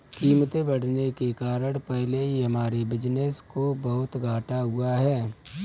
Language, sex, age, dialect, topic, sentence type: Hindi, male, 25-30, Kanauji Braj Bhasha, banking, statement